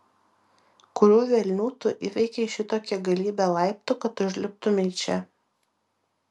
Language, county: Lithuanian, Vilnius